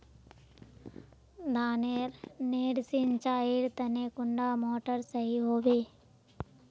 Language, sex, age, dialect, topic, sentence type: Magahi, female, 56-60, Northeastern/Surjapuri, agriculture, question